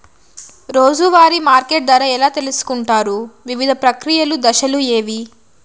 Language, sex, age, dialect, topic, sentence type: Telugu, female, 25-30, Southern, agriculture, question